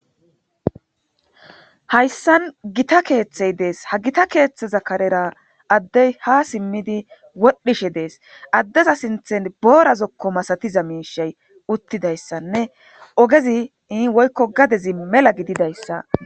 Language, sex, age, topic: Gamo, female, 25-35, government